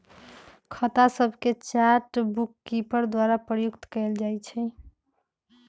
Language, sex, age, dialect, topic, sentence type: Magahi, female, 25-30, Western, banking, statement